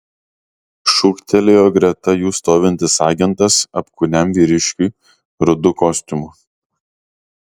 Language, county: Lithuanian, Kaunas